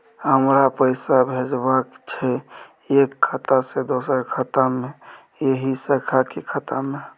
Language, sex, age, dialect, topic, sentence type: Maithili, male, 18-24, Bajjika, banking, question